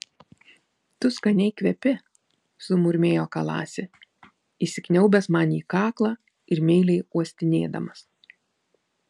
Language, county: Lithuanian, Vilnius